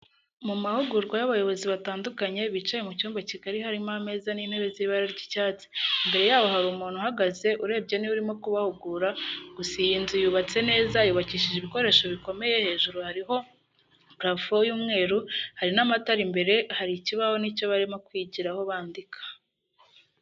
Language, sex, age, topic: Kinyarwanda, female, 18-24, education